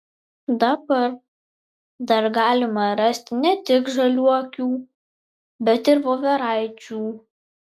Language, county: Lithuanian, Vilnius